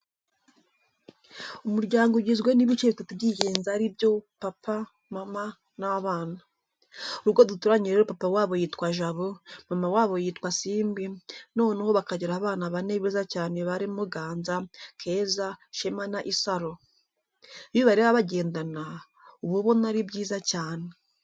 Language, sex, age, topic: Kinyarwanda, female, 18-24, education